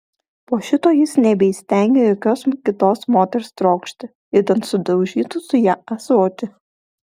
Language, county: Lithuanian, Klaipėda